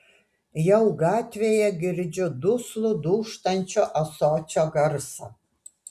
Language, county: Lithuanian, Utena